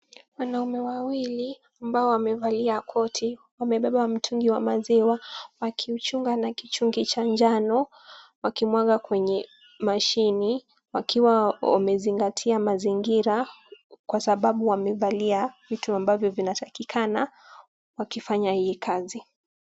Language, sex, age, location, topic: Swahili, female, 18-24, Kisumu, agriculture